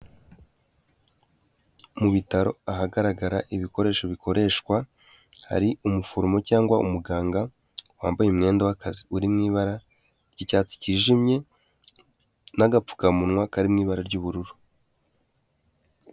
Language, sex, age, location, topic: Kinyarwanda, male, 18-24, Kigali, health